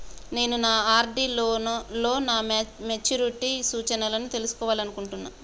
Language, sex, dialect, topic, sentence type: Telugu, male, Telangana, banking, statement